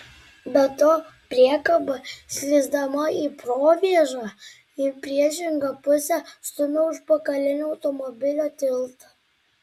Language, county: Lithuanian, Klaipėda